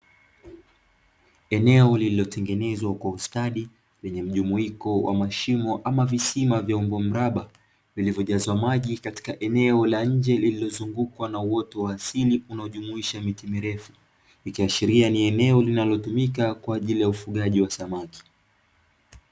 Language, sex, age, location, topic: Swahili, male, 25-35, Dar es Salaam, agriculture